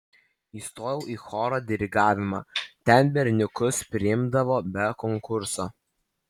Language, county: Lithuanian, Vilnius